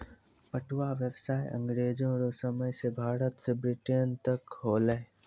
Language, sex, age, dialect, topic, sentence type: Maithili, male, 18-24, Angika, agriculture, statement